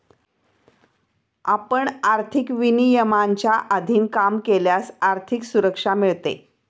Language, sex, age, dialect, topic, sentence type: Marathi, female, 51-55, Standard Marathi, banking, statement